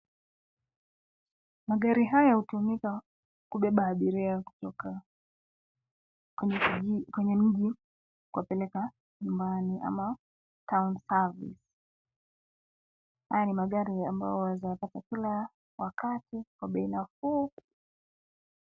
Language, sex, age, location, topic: Swahili, female, 25-35, Nairobi, government